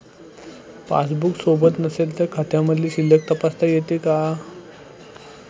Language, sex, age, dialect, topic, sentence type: Marathi, male, 18-24, Standard Marathi, banking, question